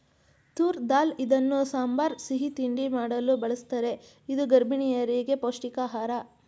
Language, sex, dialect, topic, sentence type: Kannada, female, Mysore Kannada, agriculture, statement